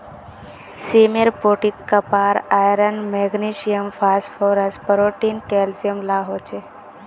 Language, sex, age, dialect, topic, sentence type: Magahi, female, 18-24, Northeastern/Surjapuri, agriculture, statement